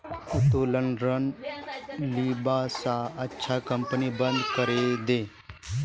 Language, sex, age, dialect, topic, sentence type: Magahi, male, 18-24, Northeastern/Surjapuri, banking, statement